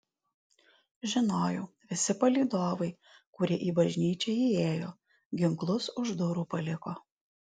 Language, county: Lithuanian, Alytus